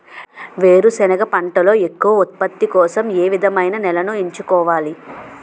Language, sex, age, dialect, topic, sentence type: Telugu, female, 18-24, Utterandhra, agriculture, question